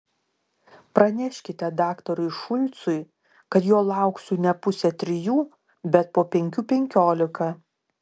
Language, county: Lithuanian, Klaipėda